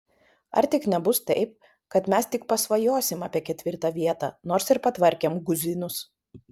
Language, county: Lithuanian, Vilnius